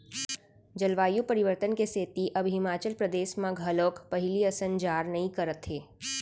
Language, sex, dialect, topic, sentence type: Chhattisgarhi, female, Central, agriculture, statement